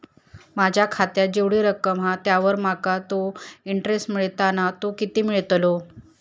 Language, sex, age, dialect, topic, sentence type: Marathi, female, 31-35, Southern Konkan, banking, question